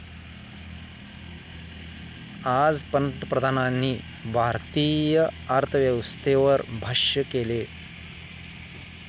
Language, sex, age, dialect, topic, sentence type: Marathi, male, 18-24, Standard Marathi, banking, statement